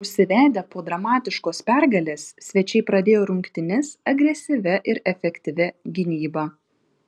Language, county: Lithuanian, Šiauliai